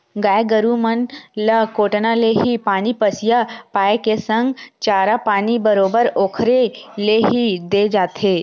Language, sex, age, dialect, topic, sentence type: Chhattisgarhi, female, 18-24, Western/Budati/Khatahi, agriculture, statement